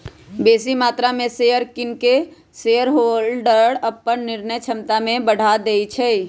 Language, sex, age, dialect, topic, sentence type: Magahi, female, 25-30, Western, banking, statement